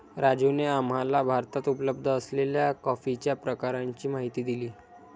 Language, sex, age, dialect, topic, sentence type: Marathi, male, 46-50, Standard Marathi, agriculture, statement